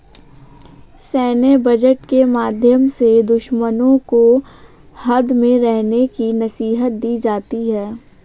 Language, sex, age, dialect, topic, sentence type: Hindi, female, 18-24, Awadhi Bundeli, banking, statement